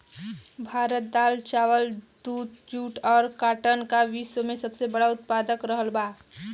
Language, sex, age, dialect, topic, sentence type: Bhojpuri, female, 18-24, Western, agriculture, statement